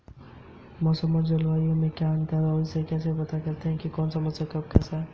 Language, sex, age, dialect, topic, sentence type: Hindi, male, 18-24, Hindustani Malvi Khadi Boli, banking, question